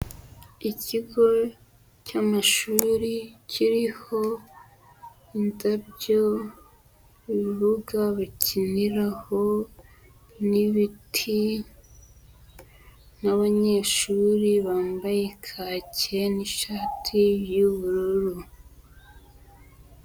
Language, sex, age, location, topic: Kinyarwanda, female, 25-35, Huye, education